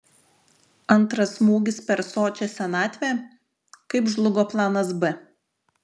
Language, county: Lithuanian, Šiauliai